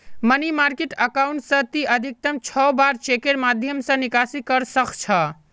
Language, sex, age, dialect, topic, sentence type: Magahi, male, 18-24, Northeastern/Surjapuri, banking, statement